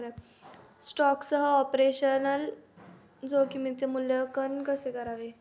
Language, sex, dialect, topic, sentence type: Marathi, female, Standard Marathi, banking, statement